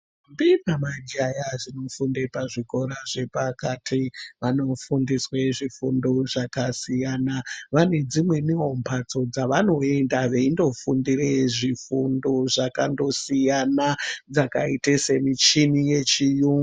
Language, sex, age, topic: Ndau, female, 25-35, education